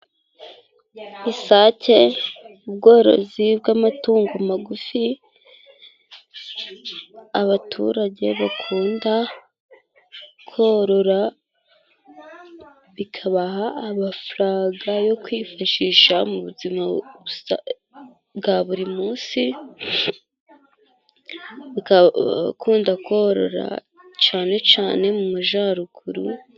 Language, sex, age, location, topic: Kinyarwanda, female, 18-24, Musanze, agriculture